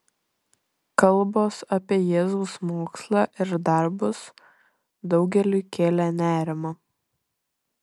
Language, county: Lithuanian, Šiauliai